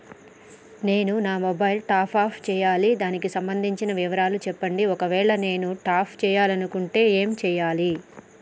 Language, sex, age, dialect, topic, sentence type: Telugu, female, 31-35, Telangana, banking, question